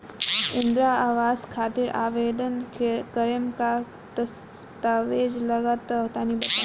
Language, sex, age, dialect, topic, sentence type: Bhojpuri, female, 18-24, Southern / Standard, banking, question